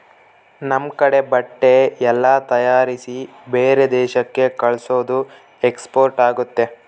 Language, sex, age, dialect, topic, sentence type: Kannada, male, 18-24, Central, banking, statement